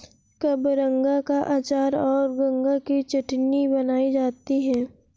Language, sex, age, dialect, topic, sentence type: Hindi, female, 18-24, Awadhi Bundeli, agriculture, statement